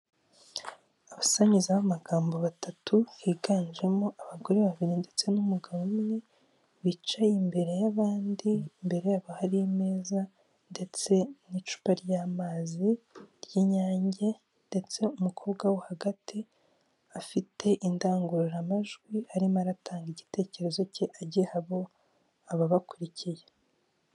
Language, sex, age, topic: Kinyarwanda, female, 18-24, government